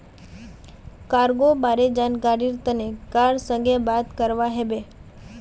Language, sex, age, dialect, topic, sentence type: Magahi, female, 25-30, Northeastern/Surjapuri, banking, statement